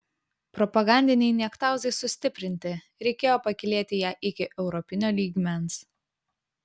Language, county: Lithuanian, Vilnius